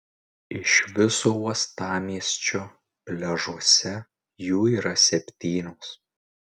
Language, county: Lithuanian, Tauragė